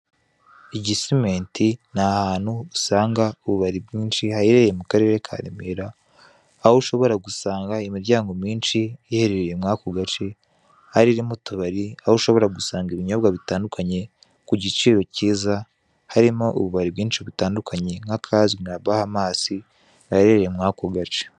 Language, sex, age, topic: Kinyarwanda, male, 18-24, finance